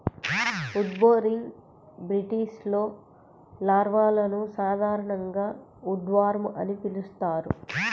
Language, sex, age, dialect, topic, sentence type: Telugu, female, 46-50, Central/Coastal, agriculture, statement